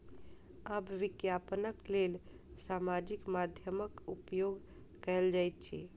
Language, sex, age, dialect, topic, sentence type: Maithili, female, 25-30, Southern/Standard, banking, statement